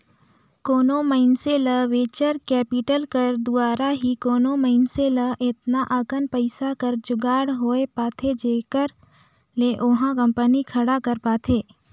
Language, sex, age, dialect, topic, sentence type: Chhattisgarhi, female, 18-24, Northern/Bhandar, banking, statement